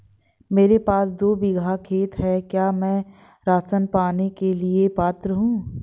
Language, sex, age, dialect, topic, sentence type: Hindi, female, 18-24, Awadhi Bundeli, banking, question